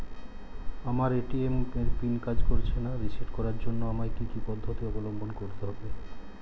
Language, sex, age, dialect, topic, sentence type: Bengali, male, 18-24, Jharkhandi, banking, question